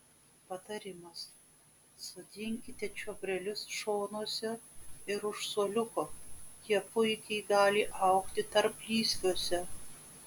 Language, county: Lithuanian, Vilnius